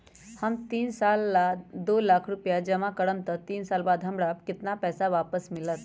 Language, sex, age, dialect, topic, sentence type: Magahi, female, 56-60, Western, banking, question